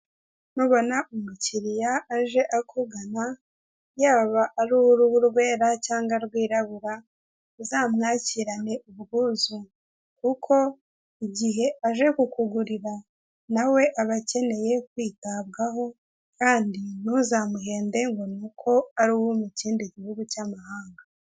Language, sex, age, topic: Kinyarwanda, female, 18-24, finance